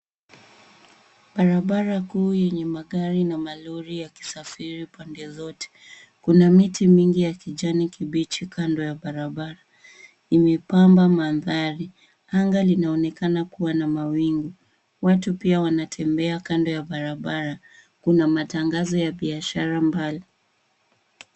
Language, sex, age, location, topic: Swahili, female, 18-24, Nairobi, government